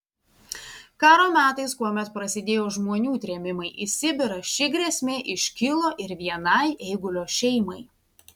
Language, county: Lithuanian, Vilnius